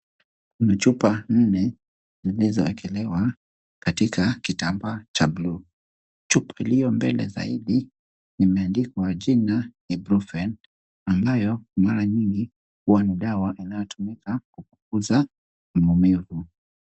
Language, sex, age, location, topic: Swahili, male, 25-35, Kisumu, health